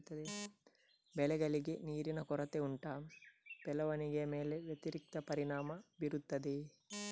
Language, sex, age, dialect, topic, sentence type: Kannada, male, 31-35, Coastal/Dakshin, agriculture, question